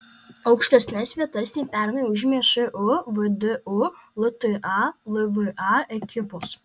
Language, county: Lithuanian, Alytus